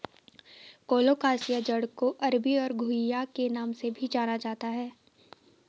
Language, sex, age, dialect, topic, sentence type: Hindi, female, 18-24, Garhwali, agriculture, statement